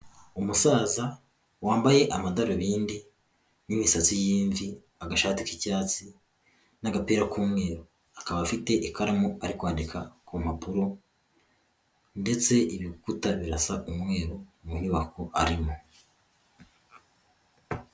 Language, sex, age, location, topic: Kinyarwanda, male, 18-24, Huye, health